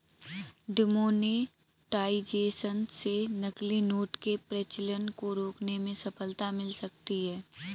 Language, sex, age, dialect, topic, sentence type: Hindi, female, 18-24, Kanauji Braj Bhasha, banking, statement